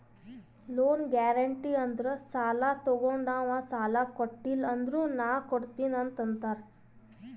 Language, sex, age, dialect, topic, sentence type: Kannada, female, 18-24, Northeastern, banking, statement